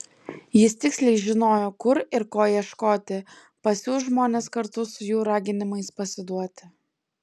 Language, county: Lithuanian, Klaipėda